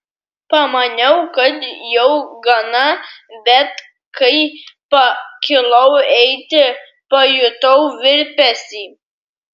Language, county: Lithuanian, Klaipėda